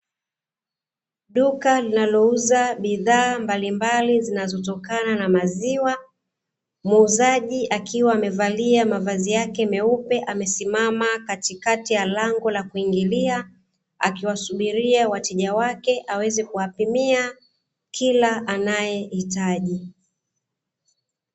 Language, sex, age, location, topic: Swahili, female, 36-49, Dar es Salaam, finance